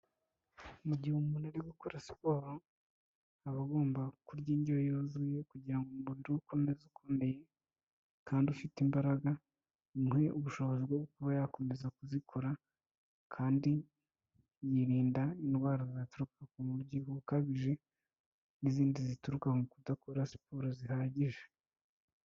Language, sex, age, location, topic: Kinyarwanda, female, 18-24, Kigali, health